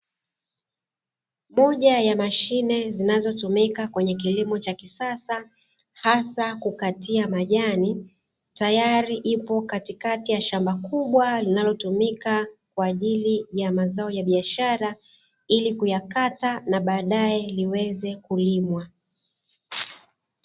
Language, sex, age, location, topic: Swahili, female, 36-49, Dar es Salaam, agriculture